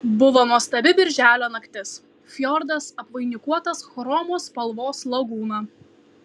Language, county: Lithuanian, Kaunas